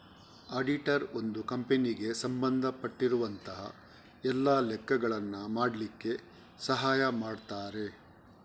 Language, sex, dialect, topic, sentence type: Kannada, male, Coastal/Dakshin, banking, statement